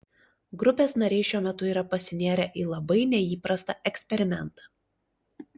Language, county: Lithuanian, Klaipėda